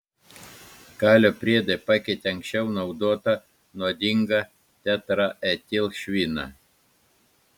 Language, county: Lithuanian, Klaipėda